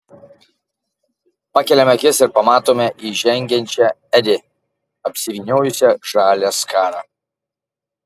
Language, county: Lithuanian, Marijampolė